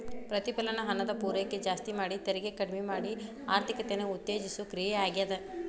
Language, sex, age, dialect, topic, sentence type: Kannada, female, 25-30, Dharwad Kannada, banking, statement